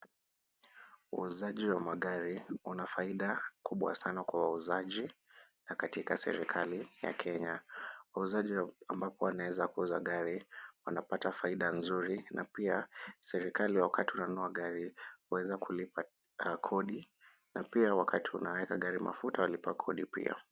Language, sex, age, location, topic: Swahili, male, 25-35, Kisumu, finance